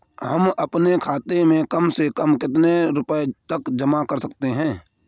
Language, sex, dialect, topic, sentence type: Hindi, male, Kanauji Braj Bhasha, banking, question